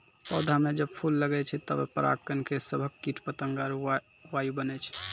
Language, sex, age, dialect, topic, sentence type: Maithili, male, 18-24, Angika, agriculture, statement